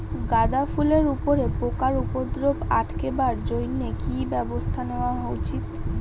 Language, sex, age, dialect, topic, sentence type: Bengali, female, 31-35, Rajbangshi, agriculture, question